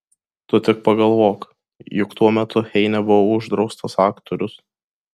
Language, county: Lithuanian, Kaunas